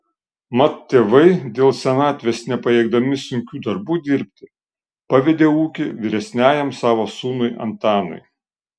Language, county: Lithuanian, Šiauliai